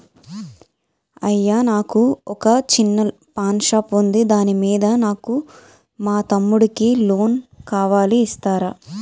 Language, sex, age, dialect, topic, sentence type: Telugu, female, 36-40, Utterandhra, banking, question